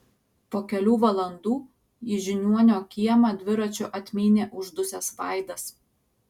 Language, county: Lithuanian, Alytus